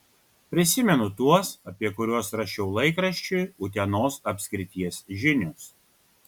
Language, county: Lithuanian, Kaunas